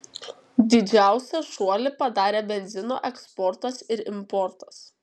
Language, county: Lithuanian, Kaunas